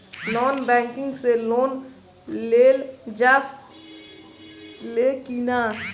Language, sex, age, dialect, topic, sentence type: Bhojpuri, male, 18-24, Northern, banking, question